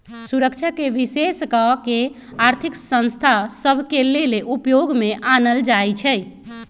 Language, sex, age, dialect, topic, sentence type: Magahi, female, 31-35, Western, banking, statement